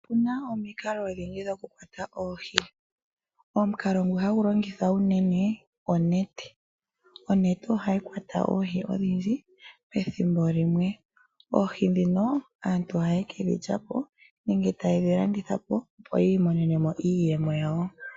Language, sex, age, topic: Oshiwambo, female, 25-35, agriculture